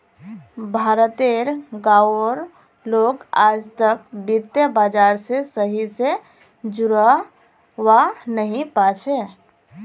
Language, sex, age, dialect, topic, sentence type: Magahi, female, 18-24, Northeastern/Surjapuri, banking, statement